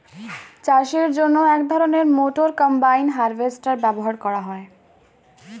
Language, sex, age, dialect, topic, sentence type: Bengali, female, 18-24, Standard Colloquial, agriculture, statement